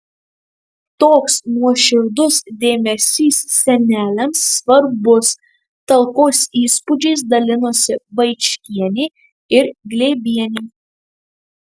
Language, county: Lithuanian, Marijampolė